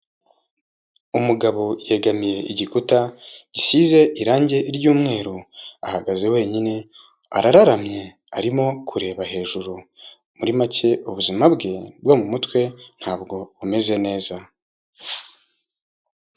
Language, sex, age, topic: Kinyarwanda, male, 18-24, health